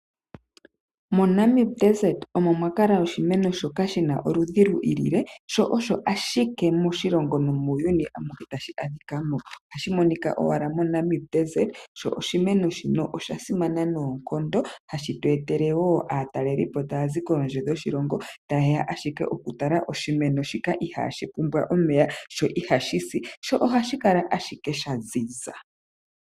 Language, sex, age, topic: Oshiwambo, female, 25-35, agriculture